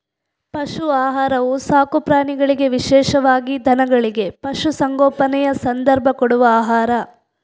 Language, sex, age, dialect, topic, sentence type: Kannada, female, 46-50, Coastal/Dakshin, agriculture, statement